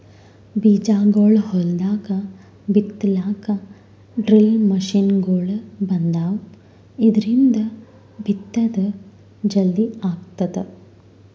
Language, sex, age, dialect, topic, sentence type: Kannada, female, 18-24, Northeastern, agriculture, statement